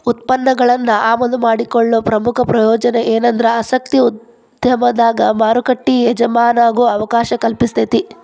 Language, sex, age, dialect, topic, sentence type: Kannada, female, 31-35, Dharwad Kannada, banking, statement